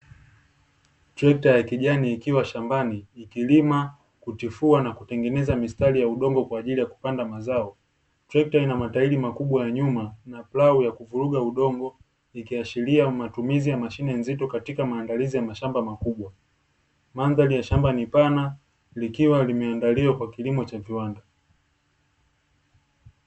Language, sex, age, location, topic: Swahili, male, 18-24, Dar es Salaam, agriculture